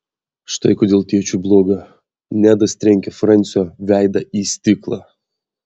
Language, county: Lithuanian, Vilnius